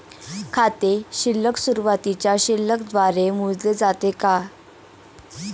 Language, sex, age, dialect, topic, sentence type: Marathi, female, 18-24, Standard Marathi, banking, question